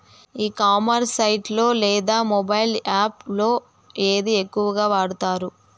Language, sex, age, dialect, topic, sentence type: Telugu, male, 31-35, Southern, agriculture, question